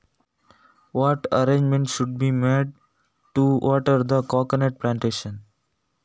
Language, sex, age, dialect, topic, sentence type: Kannada, male, 18-24, Coastal/Dakshin, agriculture, question